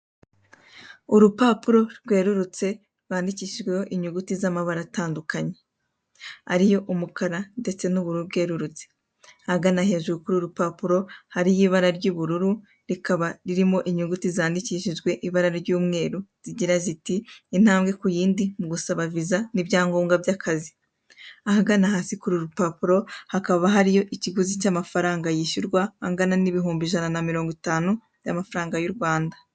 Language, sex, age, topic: Kinyarwanda, female, 18-24, government